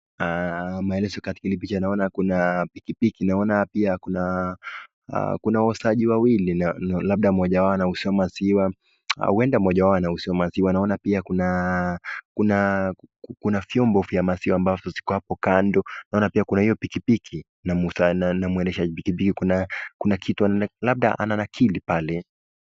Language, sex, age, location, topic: Swahili, male, 18-24, Nakuru, agriculture